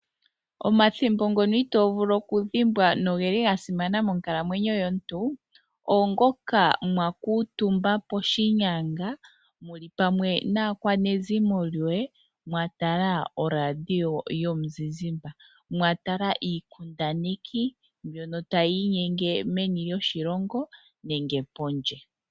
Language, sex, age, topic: Oshiwambo, female, 25-35, finance